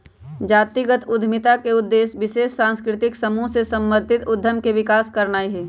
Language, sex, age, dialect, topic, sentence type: Magahi, female, 31-35, Western, banking, statement